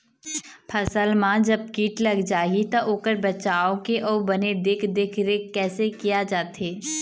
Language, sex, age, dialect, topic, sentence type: Chhattisgarhi, female, 18-24, Eastern, agriculture, question